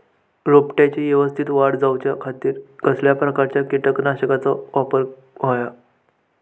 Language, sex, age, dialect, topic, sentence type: Marathi, male, 18-24, Southern Konkan, agriculture, question